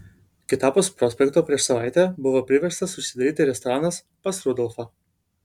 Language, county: Lithuanian, Vilnius